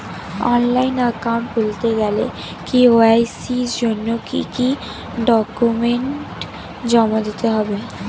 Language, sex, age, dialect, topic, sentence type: Bengali, female, 60-100, Standard Colloquial, banking, question